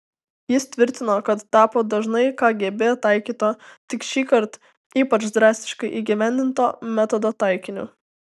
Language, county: Lithuanian, Tauragė